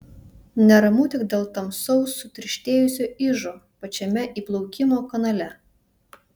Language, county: Lithuanian, Vilnius